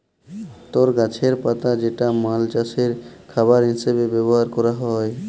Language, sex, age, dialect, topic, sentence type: Bengali, male, 18-24, Jharkhandi, agriculture, statement